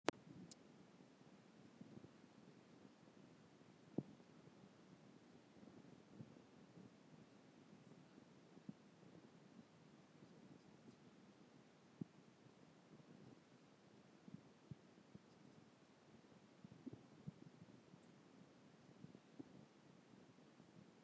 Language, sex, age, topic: Kinyarwanda, male, 18-24, government